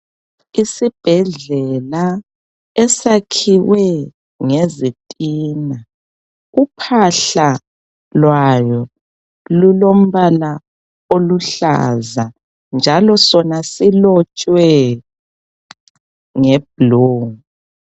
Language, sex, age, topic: North Ndebele, male, 36-49, health